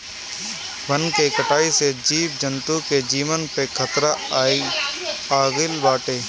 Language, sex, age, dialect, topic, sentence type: Bhojpuri, male, 18-24, Northern, agriculture, statement